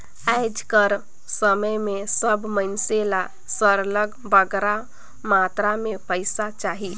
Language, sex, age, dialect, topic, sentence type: Chhattisgarhi, female, 18-24, Northern/Bhandar, agriculture, statement